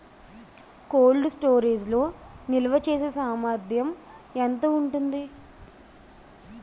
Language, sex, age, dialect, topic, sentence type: Telugu, male, 25-30, Utterandhra, agriculture, question